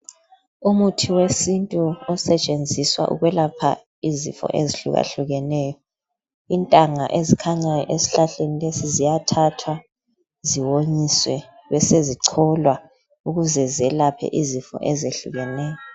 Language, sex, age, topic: North Ndebele, female, 50+, health